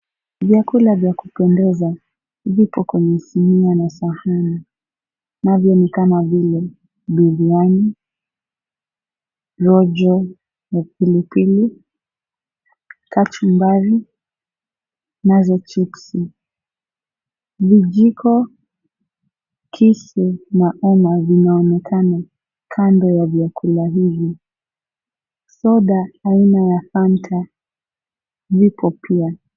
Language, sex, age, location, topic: Swahili, female, 18-24, Mombasa, agriculture